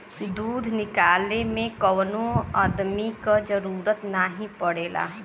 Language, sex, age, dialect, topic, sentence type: Bhojpuri, female, 31-35, Western, agriculture, statement